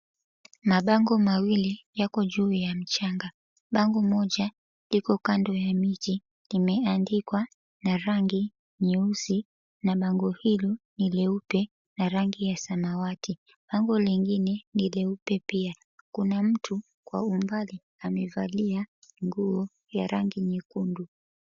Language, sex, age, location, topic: Swahili, female, 36-49, Mombasa, government